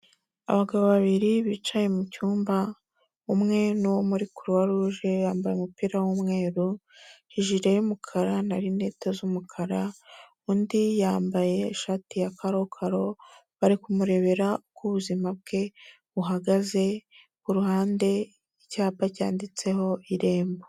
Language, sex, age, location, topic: Kinyarwanda, female, 25-35, Kigali, health